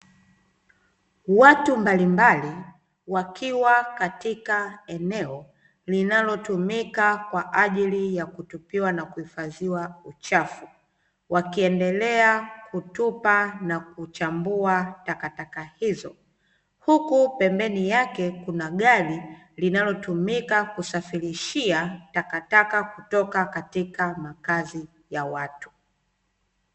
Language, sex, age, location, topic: Swahili, female, 25-35, Dar es Salaam, government